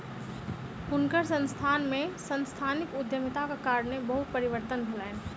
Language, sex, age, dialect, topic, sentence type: Maithili, female, 25-30, Southern/Standard, banking, statement